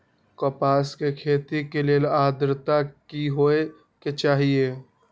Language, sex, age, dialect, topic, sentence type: Magahi, male, 18-24, Western, agriculture, question